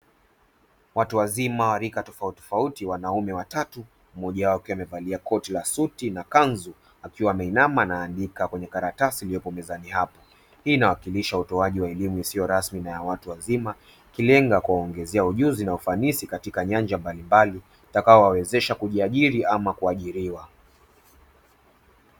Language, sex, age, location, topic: Swahili, male, 25-35, Dar es Salaam, education